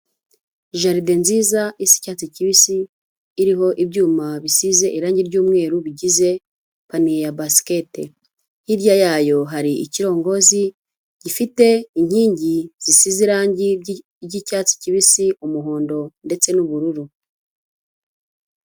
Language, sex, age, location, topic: Kinyarwanda, female, 25-35, Huye, government